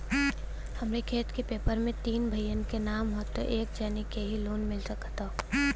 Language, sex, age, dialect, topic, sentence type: Bhojpuri, female, 18-24, Western, banking, question